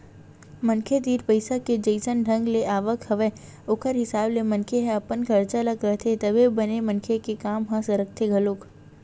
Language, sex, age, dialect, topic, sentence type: Chhattisgarhi, female, 18-24, Western/Budati/Khatahi, banking, statement